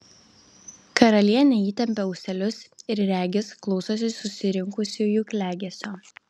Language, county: Lithuanian, Vilnius